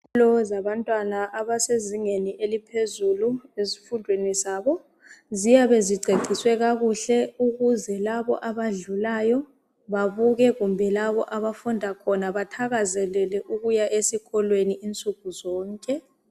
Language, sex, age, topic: North Ndebele, male, 25-35, education